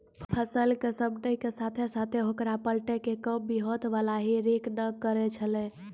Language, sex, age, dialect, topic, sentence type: Maithili, female, 25-30, Angika, agriculture, statement